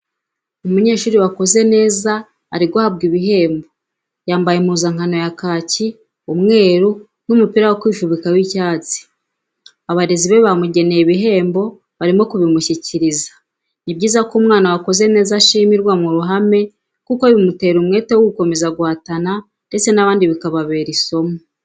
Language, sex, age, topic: Kinyarwanda, female, 36-49, education